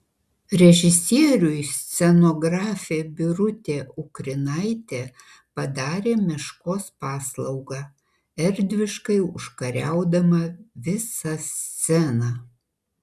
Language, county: Lithuanian, Kaunas